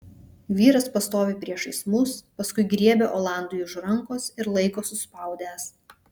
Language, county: Lithuanian, Vilnius